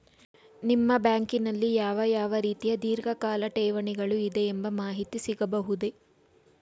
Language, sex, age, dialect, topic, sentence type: Kannada, female, 18-24, Mysore Kannada, banking, question